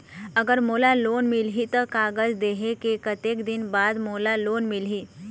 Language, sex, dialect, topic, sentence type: Chhattisgarhi, female, Eastern, banking, question